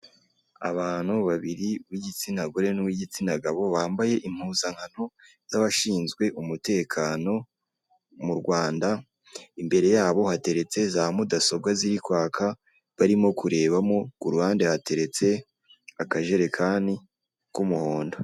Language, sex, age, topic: Kinyarwanda, male, 25-35, finance